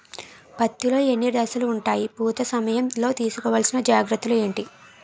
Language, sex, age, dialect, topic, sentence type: Telugu, female, 18-24, Utterandhra, agriculture, question